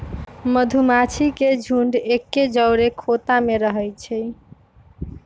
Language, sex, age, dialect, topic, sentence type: Magahi, female, 25-30, Western, agriculture, statement